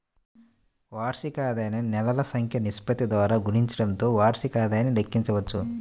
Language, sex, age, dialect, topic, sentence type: Telugu, male, 31-35, Central/Coastal, banking, statement